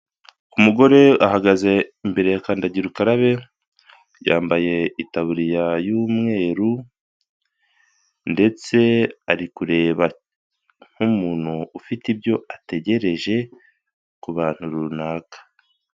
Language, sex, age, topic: Kinyarwanda, male, 25-35, health